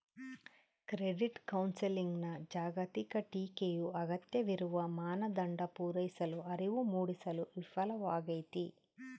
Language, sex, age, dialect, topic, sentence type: Kannada, female, 31-35, Central, banking, statement